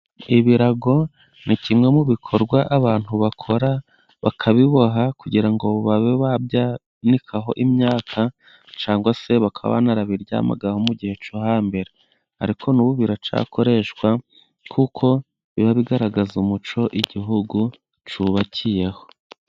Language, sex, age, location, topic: Kinyarwanda, male, 25-35, Musanze, government